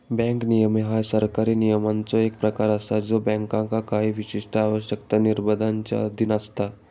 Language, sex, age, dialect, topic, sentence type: Marathi, male, 18-24, Southern Konkan, banking, statement